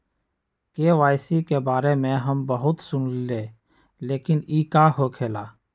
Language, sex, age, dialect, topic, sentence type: Magahi, male, 60-100, Western, banking, question